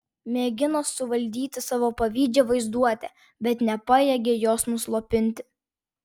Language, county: Lithuanian, Vilnius